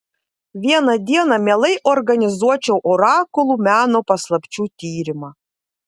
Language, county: Lithuanian, Vilnius